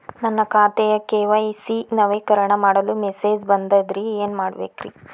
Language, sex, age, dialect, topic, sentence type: Kannada, female, 18-24, Dharwad Kannada, banking, question